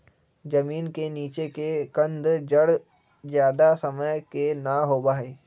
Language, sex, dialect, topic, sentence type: Magahi, male, Western, agriculture, statement